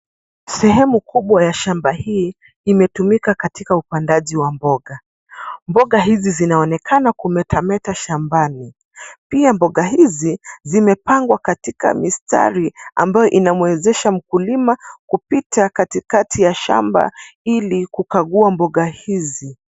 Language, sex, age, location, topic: Swahili, female, 25-35, Nairobi, agriculture